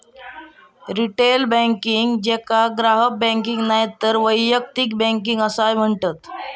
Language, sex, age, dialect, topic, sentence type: Marathi, male, 31-35, Southern Konkan, banking, statement